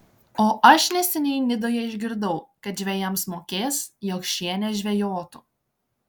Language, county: Lithuanian, Klaipėda